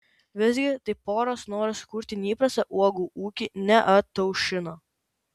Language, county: Lithuanian, Kaunas